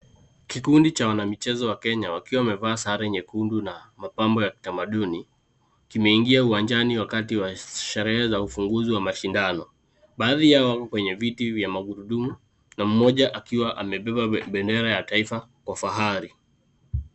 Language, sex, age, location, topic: Swahili, male, 25-35, Kisii, education